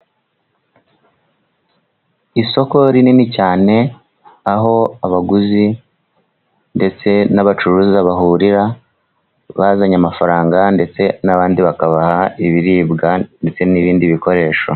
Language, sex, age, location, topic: Kinyarwanda, male, 36-49, Musanze, finance